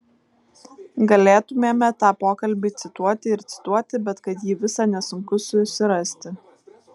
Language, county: Lithuanian, Vilnius